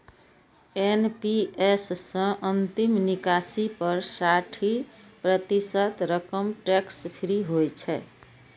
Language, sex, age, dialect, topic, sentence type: Maithili, female, 41-45, Eastern / Thethi, banking, statement